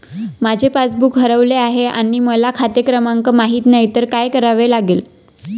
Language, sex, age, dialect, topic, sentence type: Marathi, female, 25-30, Standard Marathi, banking, question